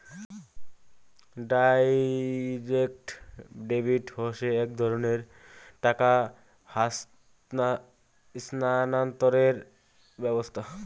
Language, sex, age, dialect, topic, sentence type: Bengali, male, <18, Rajbangshi, banking, statement